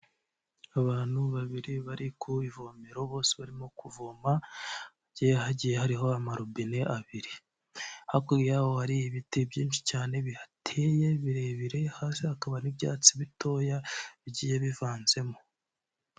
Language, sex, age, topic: Kinyarwanda, male, 25-35, health